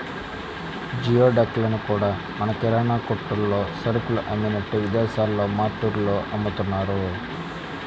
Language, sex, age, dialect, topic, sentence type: Telugu, male, 25-30, Central/Coastal, agriculture, statement